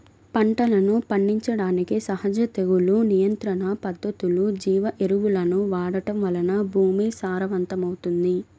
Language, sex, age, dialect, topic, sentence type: Telugu, female, 25-30, Central/Coastal, agriculture, statement